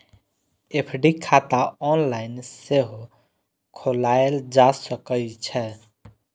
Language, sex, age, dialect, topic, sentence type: Maithili, female, 18-24, Eastern / Thethi, banking, statement